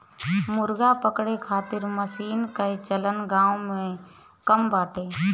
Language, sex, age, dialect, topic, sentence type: Bhojpuri, female, 25-30, Northern, agriculture, statement